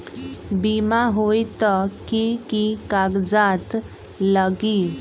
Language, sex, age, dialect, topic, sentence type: Magahi, female, 25-30, Western, banking, question